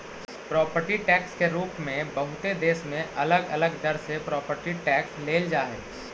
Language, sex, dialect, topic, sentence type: Magahi, male, Central/Standard, banking, statement